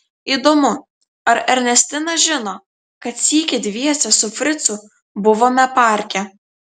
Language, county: Lithuanian, Telšiai